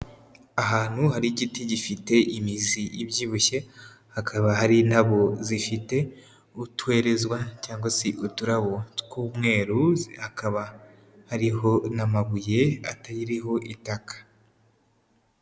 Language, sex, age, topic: Kinyarwanda, female, 18-24, agriculture